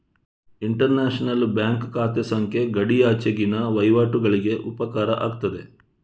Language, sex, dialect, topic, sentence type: Kannada, male, Coastal/Dakshin, banking, statement